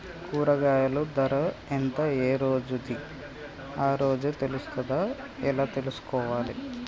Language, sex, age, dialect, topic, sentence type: Telugu, male, 18-24, Telangana, agriculture, question